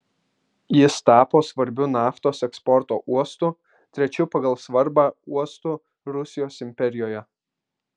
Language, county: Lithuanian, Vilnius